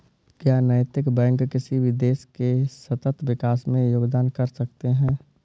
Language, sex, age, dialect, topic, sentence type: Hindi, male, 18-24, Awadhi Bundeli, banking, statement